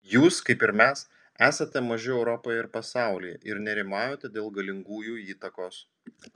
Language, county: Lithuanian, Panevėžys